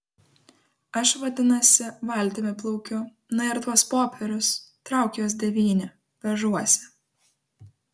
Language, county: Lithuanian, Kaunas